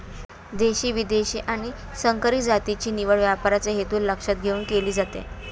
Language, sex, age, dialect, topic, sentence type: Marathi, female, 41-45, Standard Marathi, agriculture, statement